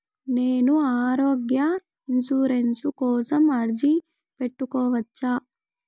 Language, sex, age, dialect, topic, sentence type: Telugu, female, 18-24, Southern, banking, question